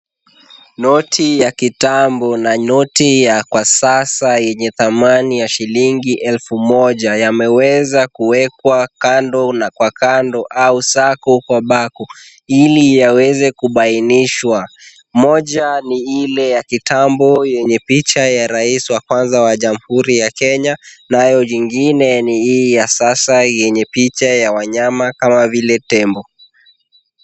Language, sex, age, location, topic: Swahili, male, 18-24, Kisumu, finance